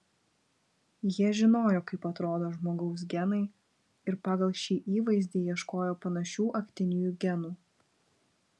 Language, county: Lithuanian, Vilnius